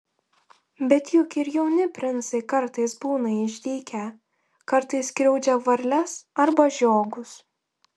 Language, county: Lithuanian, Telšiai